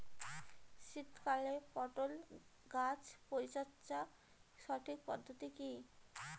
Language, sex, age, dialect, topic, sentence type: Bengali, female, 25-30, Rajbangshi, agriculture, question